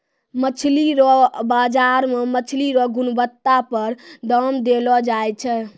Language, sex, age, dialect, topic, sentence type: Maithili, female, 18-24, Angika, agriculture, statement